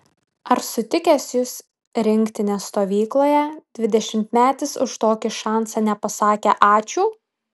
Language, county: Lithuanian, Vilnius